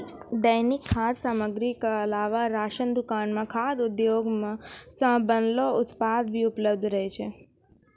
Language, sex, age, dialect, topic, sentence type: Maithili, female, 31-35, Angika, agriculture, statement